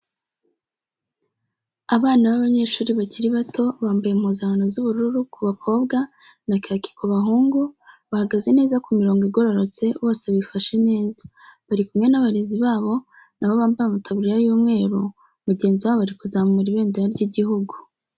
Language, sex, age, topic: Kinyarwanda, female, 18-24, education